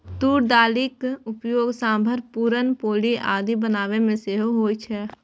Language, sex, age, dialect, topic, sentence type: Maithili, female, 18-24, Eastern / Thethi, agriculture, statement